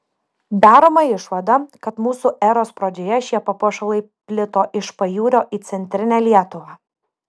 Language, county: Lithuanian, Kaunas